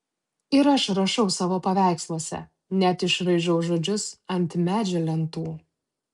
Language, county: Lithuanian, Utena